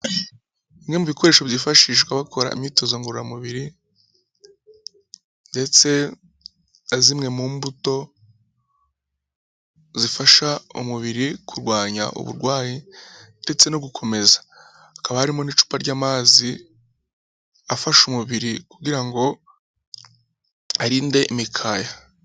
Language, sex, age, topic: Kinyarwanda, male, 25-35, health